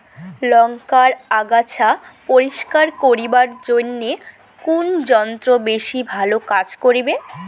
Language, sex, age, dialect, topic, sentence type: Bengali, female, 18-24, Rajbangshi, agriculture, question